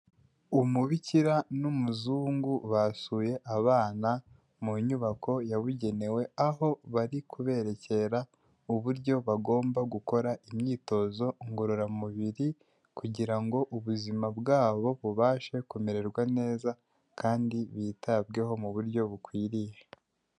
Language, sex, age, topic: Kinyarwanda, male, 18-24, health